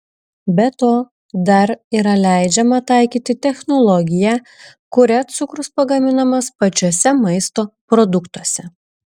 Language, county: Lithuanian, Šiauliai